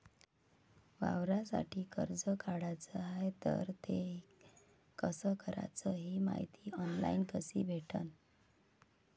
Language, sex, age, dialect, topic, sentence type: Marathi, female, 56-60, Varhadi, banking, question